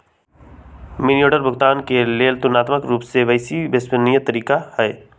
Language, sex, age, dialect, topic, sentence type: Magahi, male, 18-24, Western, banking, statement